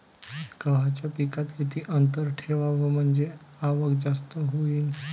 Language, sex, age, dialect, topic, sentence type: Marathi, male, 25-30, Varhadi, agriculture, question